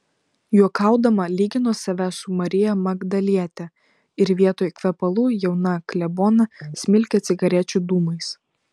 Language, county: Lithuanian, Vilnius